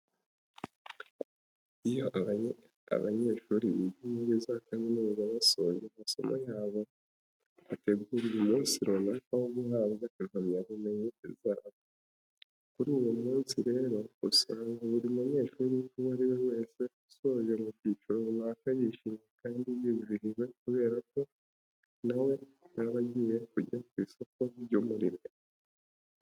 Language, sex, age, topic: Kinyarwanda, male, 25-35, education